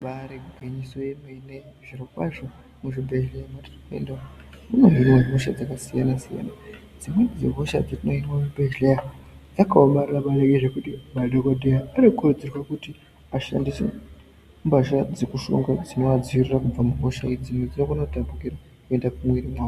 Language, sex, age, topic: Ndau, female, 18-24, health